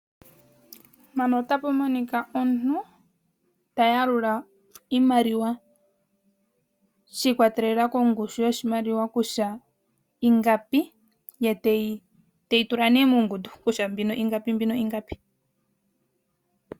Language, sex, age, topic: Oshiwambo, male, 18-24, finance